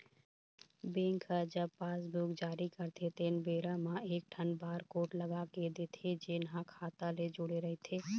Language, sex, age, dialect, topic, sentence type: Chhattisgarhi, female, 31-35, Eastern, banking, statement